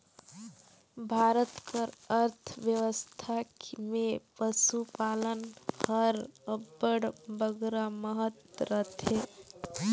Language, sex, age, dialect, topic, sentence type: Chhattisgarhi, female, 18-24, Northern/Bhandar, agriculture, statement